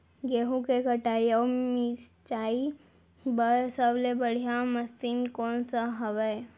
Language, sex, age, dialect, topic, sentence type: Chhattisgarhi, female, 18-24, Central, agriculture, question